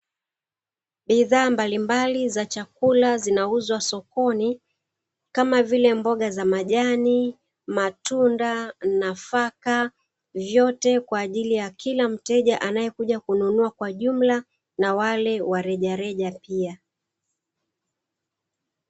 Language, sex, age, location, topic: Swahili, female, 36-49, Dar es Salaam, finance